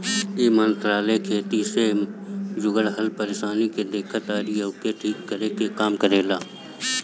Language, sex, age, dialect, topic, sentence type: Bhojpuri, male, 31-35, Northern, agriculture, statement